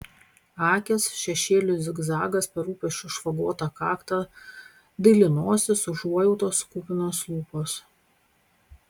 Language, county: Lithuanian, Panevėžys